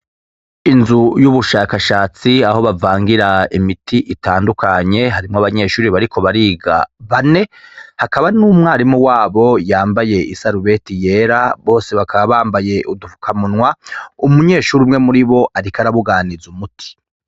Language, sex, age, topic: Rundi, male, 36-49, education